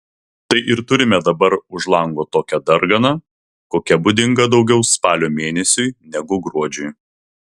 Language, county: Lithuanian, Vilnius